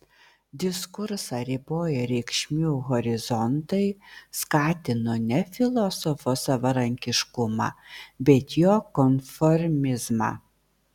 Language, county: Lithuanian, Vilnius